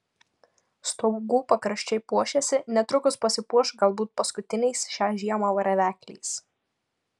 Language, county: Lithuanian, Panevėžys